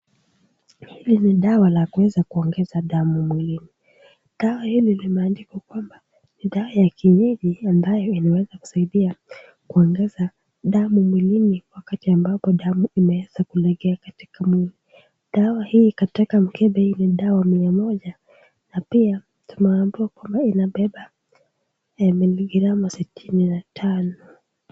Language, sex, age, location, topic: Swahili, female, 18-24, Nakuru, health